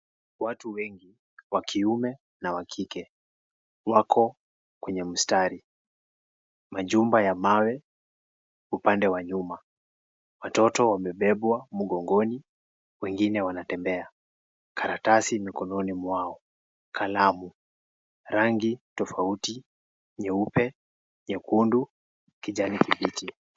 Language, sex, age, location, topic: Swahili, male, 18-24, Kisii, government